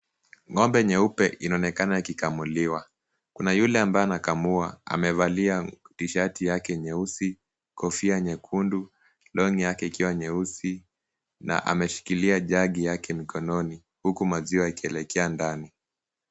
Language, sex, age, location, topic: Swahili, male, 18-24, Kisumu, agriculture